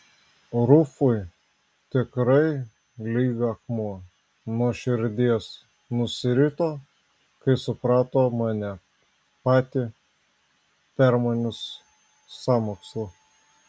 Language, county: Lithuanian, Vilnius